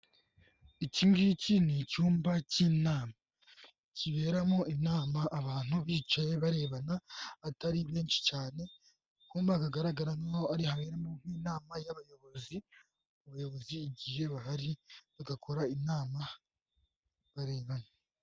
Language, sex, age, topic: Kinyarwanda, male, 18-24, finance